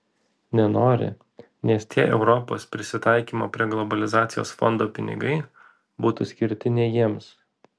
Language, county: Lithuanian, Vilnius